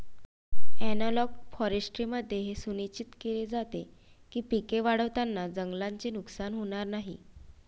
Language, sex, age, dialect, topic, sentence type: Marathi, female, 25-30, Varhadi, agriculture, statement